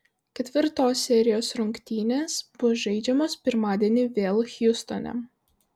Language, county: Lithuanian, Vilnius